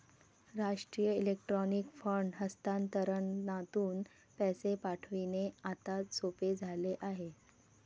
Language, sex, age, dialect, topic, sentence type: Marathi, female, 31-35, Varhadi, banking, statement